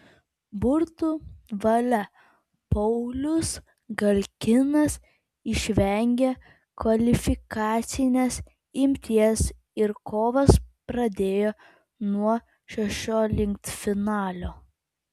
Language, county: Lithuanian, Vilnius